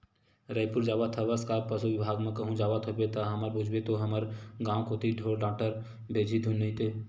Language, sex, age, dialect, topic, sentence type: Chhattisgarhi, male, 18-24, Western/Budati/Khatahi, agriculture, statement